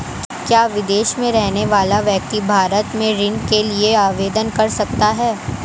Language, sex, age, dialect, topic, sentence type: Hindi, male, 18-24, Marwari Dhudhari, banking, question